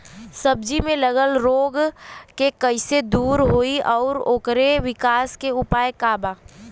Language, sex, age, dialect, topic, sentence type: Bhojpuri, female, 18-24, Western, agriculture, question